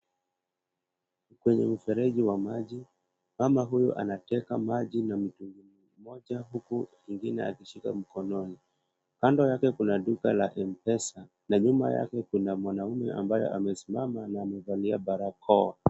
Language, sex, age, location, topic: Swahili, male, 18-24, Kisumu, health